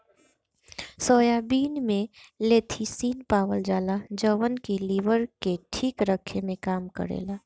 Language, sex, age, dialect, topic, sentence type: Bhojpuri, female, 25-30, Northern, agriculture, statement